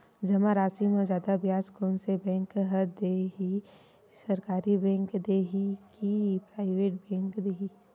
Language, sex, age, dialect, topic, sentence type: Chhattisgarhi, female, 18-24, Western/Budati/Khatahi, banking, question